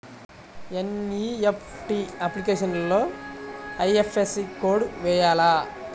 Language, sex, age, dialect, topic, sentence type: Telugu, male, 25-30, Central/Coastal, banking, question